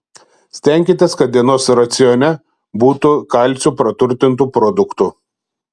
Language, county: Lithuanian, Telšiai